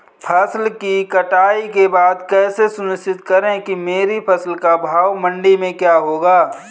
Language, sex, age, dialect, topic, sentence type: Hindi, male, 25-30, Kanauji Braj Bhasha, agriculture, question